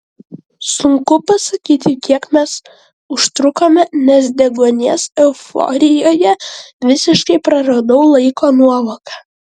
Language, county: Lithuanian, Vilnius